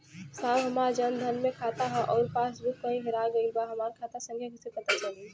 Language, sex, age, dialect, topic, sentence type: Bhojpuri, female, 25-30, Western, banking, question